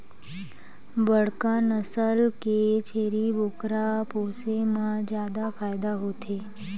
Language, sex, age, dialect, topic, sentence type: Chhattisgarhi, female, 18-24, Western/Budati/Khatahi, agriculture, statement